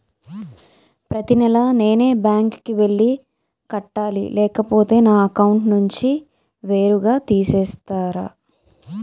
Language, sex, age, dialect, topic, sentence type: Telugu, female, 36-40, Utterandhra, banking, question